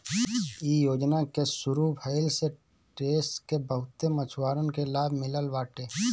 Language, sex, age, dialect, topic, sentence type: Bhojpuri, male, 25-30, Northern, agriculture, statement